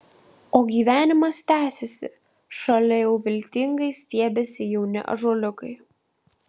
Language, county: Lithuanian, Vilnius